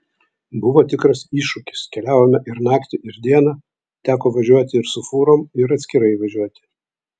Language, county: Lithuanian, Vilnius